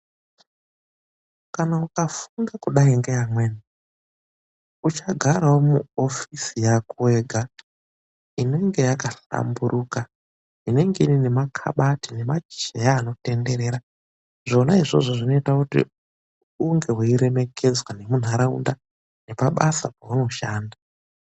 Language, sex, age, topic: Ndau, male, 25-35, health